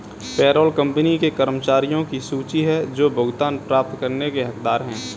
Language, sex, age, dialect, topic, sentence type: Hindi, male, 18-24, Kanauji Braj Bhasha, banking, statement